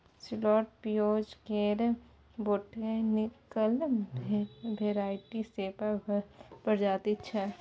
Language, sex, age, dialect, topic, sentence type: Maithili, female, 18-24, Bajjika, agriculture, statement